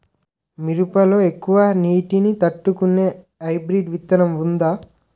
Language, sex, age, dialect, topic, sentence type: Telugu, male, 18-24, Utterandhra, agriculture, question